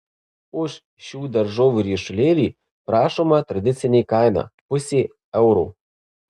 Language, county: Lithuanian, Marijampolė